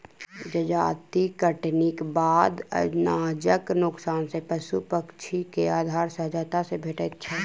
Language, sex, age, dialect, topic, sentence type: Maithili, female, 18-24, Southern/Standard, agriculture, statement